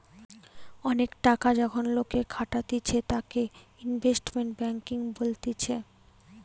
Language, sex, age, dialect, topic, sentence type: Bengali, female, 18-24, Western, banking, statement